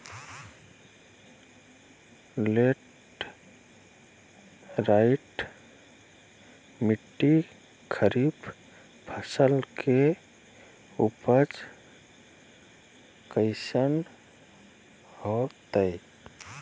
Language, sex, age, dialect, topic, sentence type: Magahi, male, 25-30, Southern, agriculture, question